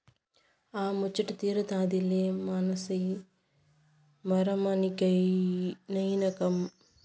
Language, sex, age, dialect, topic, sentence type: Telugu, female, 56-60, Southern, agriculture, statement